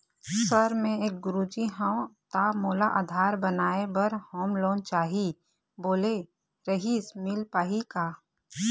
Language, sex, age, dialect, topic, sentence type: Chhattisgarhi, female, 31-35, Eastern, banking, question